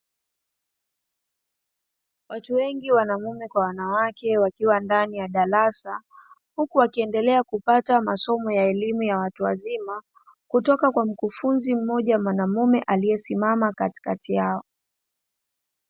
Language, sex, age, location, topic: Swahili, female, 25-35, Dar es Salaam, education